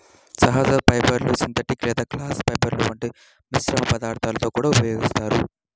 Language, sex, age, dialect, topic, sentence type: Telugu, male, 18-24, Central/Coastal, agriculture, statement